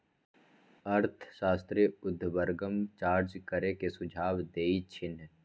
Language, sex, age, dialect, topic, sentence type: Magahi, male, 25-30, Western, banking, statement